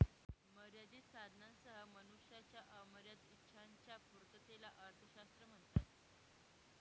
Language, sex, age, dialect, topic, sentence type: Marathi, female, 18-24, Northern Konkan, banking, statement